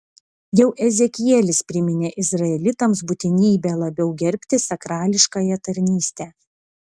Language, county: Lithuanian, Vilnius